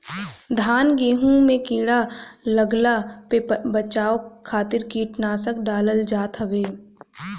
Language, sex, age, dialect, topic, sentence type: Bhojpuri, female, 18-24, Northern, agriculture, statement